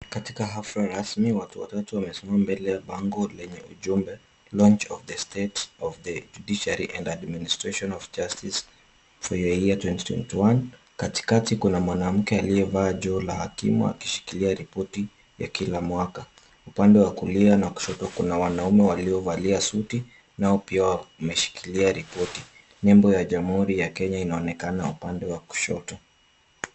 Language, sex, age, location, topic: Swahili, male, 25-35, Kisumu, government